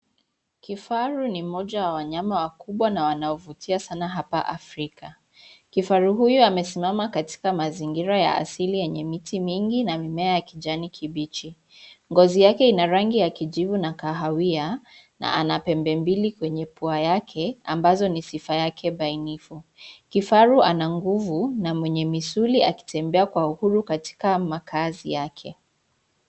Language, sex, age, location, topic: Swahili, female, 25-35, Nairobi, government